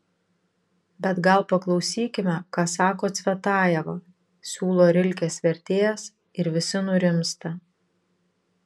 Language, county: Lithuanian, Vilnius